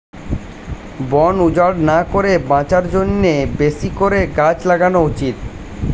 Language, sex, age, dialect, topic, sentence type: Bengali, male, 25-30, Standard Colloquial, agriculture, statement